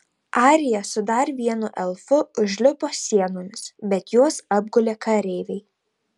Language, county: Lithuanian, Tauragė